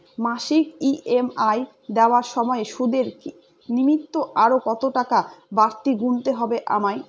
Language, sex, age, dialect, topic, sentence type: Bengali, female, 31-35, Northern/Varendri, banking, question